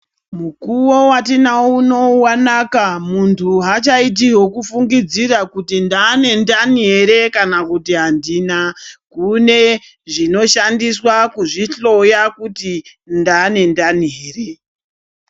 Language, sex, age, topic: Ndau, male, 50+, health